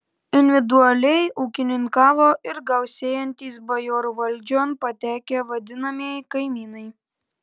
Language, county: Lithuanian, Klaipėda